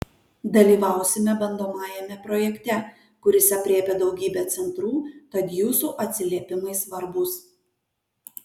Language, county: Lithuanian, Kaunas